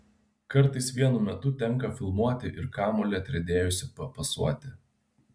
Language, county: Lithuanian, Vilnius